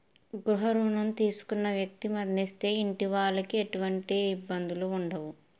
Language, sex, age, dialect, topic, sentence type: Telugu, female, 18-24, Utterandhra, banking, statement